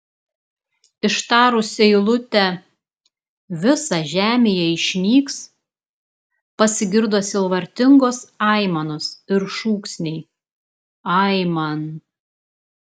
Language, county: Lithuanian, Klaipėda